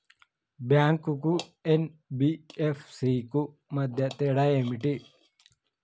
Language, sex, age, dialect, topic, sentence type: Telugu, male, 31-35, Telangana, banking, question